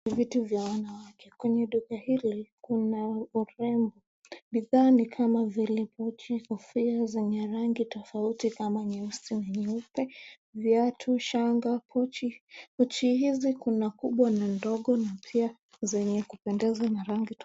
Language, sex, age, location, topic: Swahili, male, 25-35, Nairobi, finance